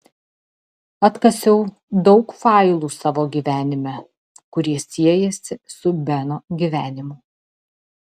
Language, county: Lithuanian, Telšiai